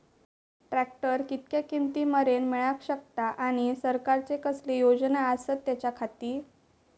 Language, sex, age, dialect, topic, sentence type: Marathi, female, 18-24, Southern Konkan, agriculture, question